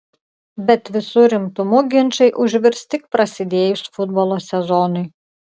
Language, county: Lithuanian, Klaipėda